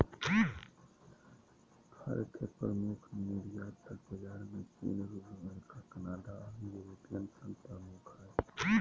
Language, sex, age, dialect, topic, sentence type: Magahi, male, 31-35, Southern, agriculture, statement